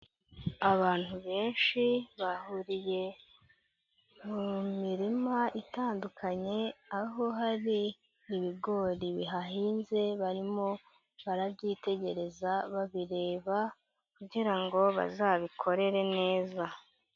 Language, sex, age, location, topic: Kinyarwanda, female, 25-35, Huye, agriculture